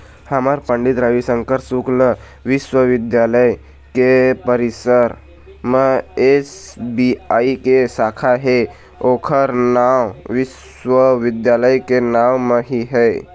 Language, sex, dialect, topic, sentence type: Chhattisgarhi, male, Eastern, banking, statement